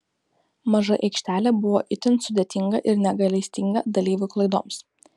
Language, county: Lithuanian, Kaunas